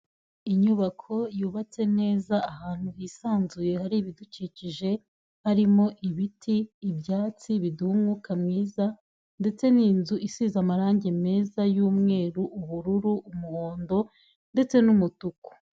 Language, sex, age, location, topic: Kinyarwanda, female, 18-24, Kigali, health